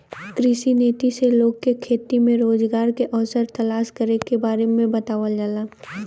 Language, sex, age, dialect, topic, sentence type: Bhojpuri, female, 18-24, Western, agriculture, statement